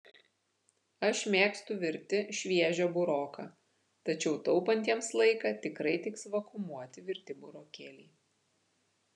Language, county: Lithuanian, Vilnius